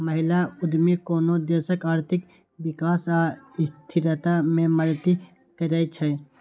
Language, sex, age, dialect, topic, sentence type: Maithili, male, 18-24, Eastern / Thethi, banking, statement